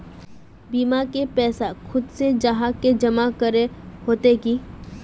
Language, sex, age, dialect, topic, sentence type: Magahi, female, 18-24, Northeastern/Surjapuri, banking, question